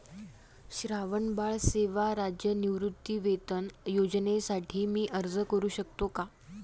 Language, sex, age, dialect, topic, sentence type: Marathi, female, 18-24, Standard Marathi, banking, question